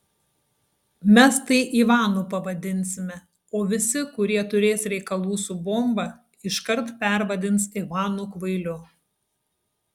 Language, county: Lithuanian, Tauragė